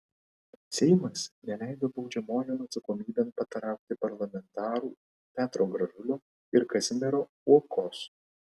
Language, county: Lithuanian, Vilnius